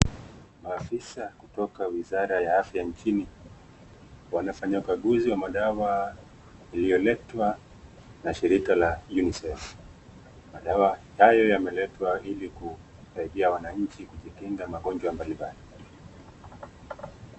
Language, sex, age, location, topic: Swahili, male, 25-35, Nakuru, health